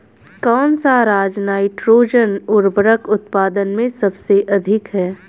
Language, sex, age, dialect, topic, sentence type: Hindi, female, 25-30, Hindustani Malvi Khadi Boli, agriculture, question